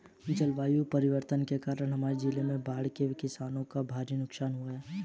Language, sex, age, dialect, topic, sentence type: Hindi, male, 18-24, Hindustani Malvi Khadi Boli, agriculture, statement